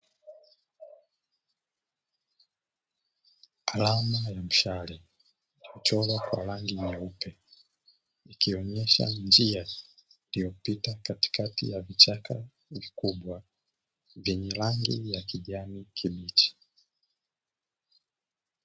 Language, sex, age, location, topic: Swahili, male, 18-24, Dar es Salaam, agriculture